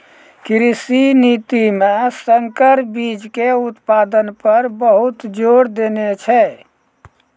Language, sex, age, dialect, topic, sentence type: Maithili, male, 56-60, Angika, agriculture, statement